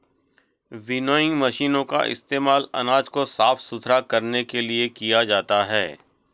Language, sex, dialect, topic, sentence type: Hindi, male, Marwari Dhudhari, agriculture, statement